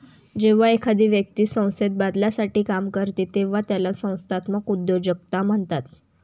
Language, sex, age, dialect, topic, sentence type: Marathi, female, 18-24, Northern Konkan, banking, statement